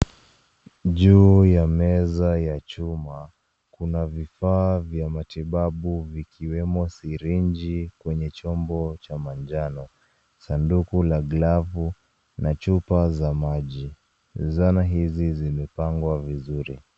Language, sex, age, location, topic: Swahili, female, 18-24, Nairobi, health